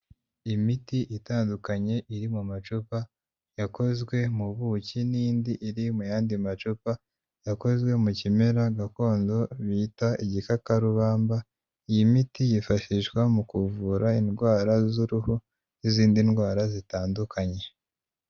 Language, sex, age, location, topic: Kinyarwanda, male, 25-35, Kigali, health